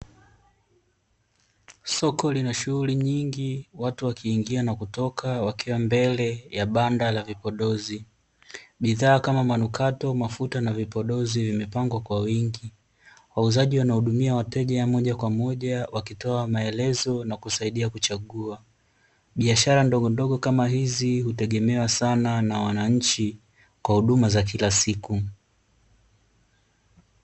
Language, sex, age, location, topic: Swahili, male, 18-24, Dar es Salaam, finance